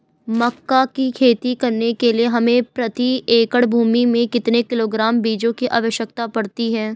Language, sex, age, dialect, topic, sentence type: Hindi, female, 18-24, Garhwali, agriculture, question